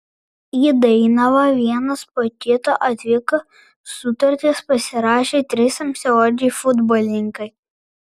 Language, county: Lithuanian, Vilnius